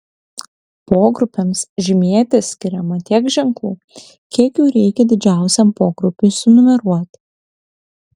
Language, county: Lithuanian, Kaunas